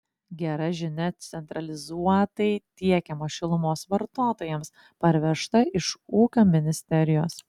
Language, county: Lithuanian, Klaipėda